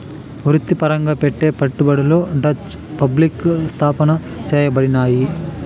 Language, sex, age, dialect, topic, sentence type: Telugu, male, 18-24, Southern, banking, statement